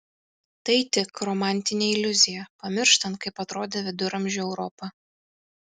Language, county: Lithuanian, Kaunas